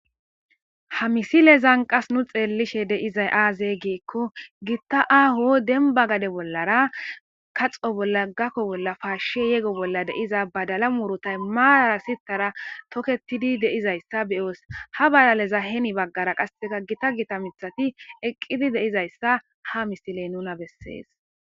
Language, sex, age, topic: Gamo, female, 18-24, agriculture